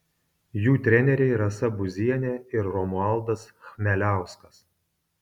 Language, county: Lithuanian, Kaunas